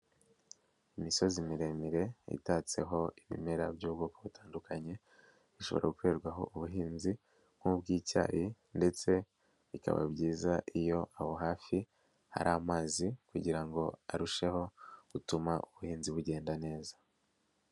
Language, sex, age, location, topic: Kinyarwanda, male, 18-24, Nyagatare, agriculture